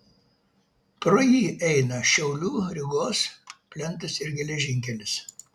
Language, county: Lithuanian, Vilnius